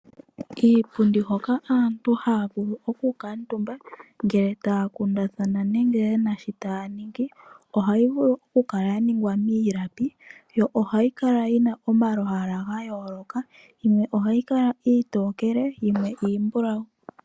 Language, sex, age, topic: Oshiwambo, female, 25-35, finance